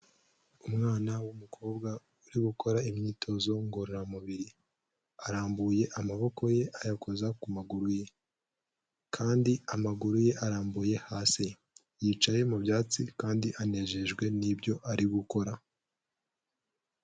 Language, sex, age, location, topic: Kinyarwanda, male, 18-24, Kigali, health